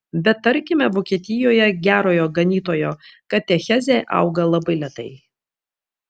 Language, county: Lithuanian, Vilnius